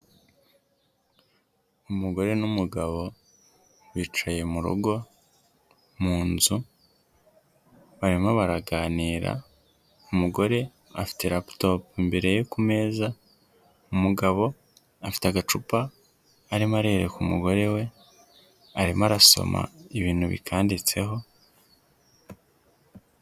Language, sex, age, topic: Kinyarwanda, male, 25-35, health